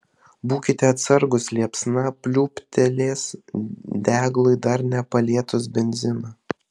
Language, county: Lithuanian, Vilnius